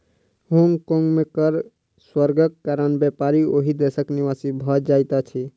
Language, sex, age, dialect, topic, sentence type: Maithili, male, 46-50, Southern/Standard, banking, statement